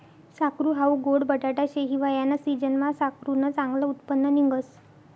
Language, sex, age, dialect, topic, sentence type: Marathi, female, 60-100, Northern Konkan, agriculture, statement